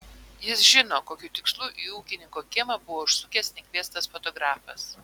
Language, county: Lithuanian, Vilnius